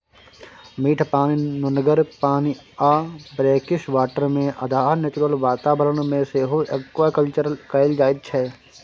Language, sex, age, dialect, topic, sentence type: Maithili, male, 18-24, Bajjika, agriculture, statement